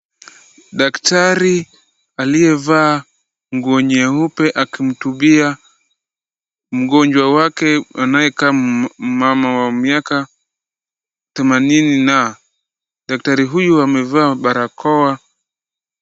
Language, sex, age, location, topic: Swahili, male, 25-35, Kisumu, health